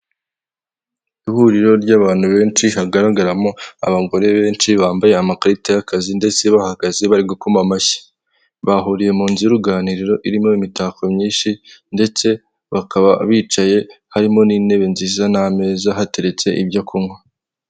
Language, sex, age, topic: Kinyarwanda, male, 18-24, government